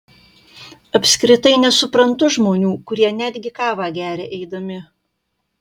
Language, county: Lithuanian, Kaunas